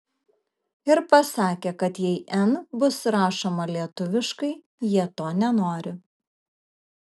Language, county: Lithuanian, Kaunas